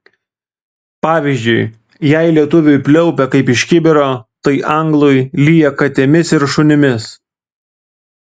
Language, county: Lithuanian, Vilnius